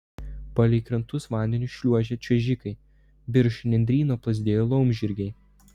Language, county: Lithuanian, Vilnius